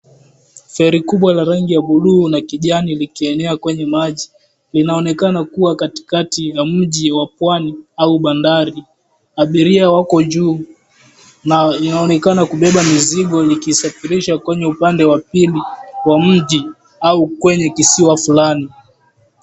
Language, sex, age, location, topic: Swahili, male, 18-24, Mombasa, government